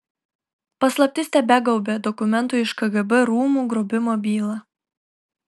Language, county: Lithuanian, Telšiai